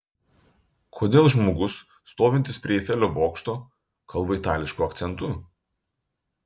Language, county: Lithuanian, Utena